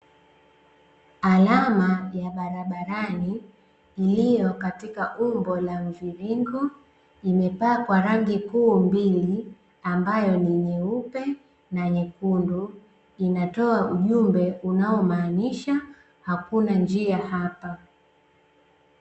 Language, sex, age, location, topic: Swahili, female, 25-35, Dar es Salaam, government